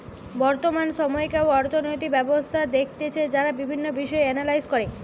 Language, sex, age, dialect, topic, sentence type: Bengali, female, 18-24, Western, banking, statement